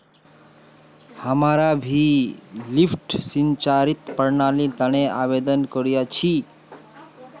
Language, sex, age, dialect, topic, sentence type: Magahi, male, 31-35, Northeastern/Surjapuri, agriculture, statement